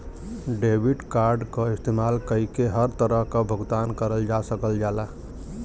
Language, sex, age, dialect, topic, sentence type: Bhojpuri, male, 31-35, Western, banking, statement